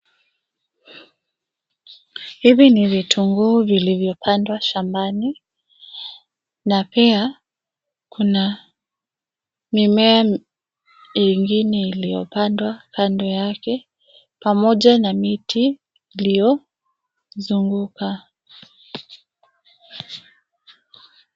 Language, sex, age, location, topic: Swahili, female, 25-35, Nairobi, health